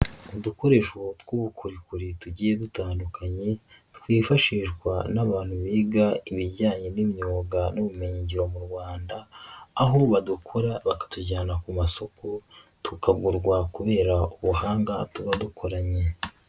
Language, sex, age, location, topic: Kinyarwanda, female, 18-24, Nyagatare, education